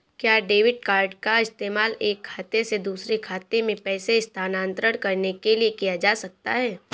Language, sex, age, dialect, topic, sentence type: Hindi, female, 18-24, Awadhi Bundeli, banking, question